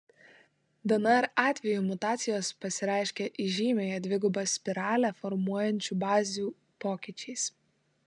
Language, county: Lithuanian, Klaipėda